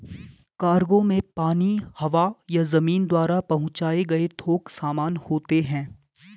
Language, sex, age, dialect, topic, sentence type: Hindi, male, 18-24, Garhwali, banking, statement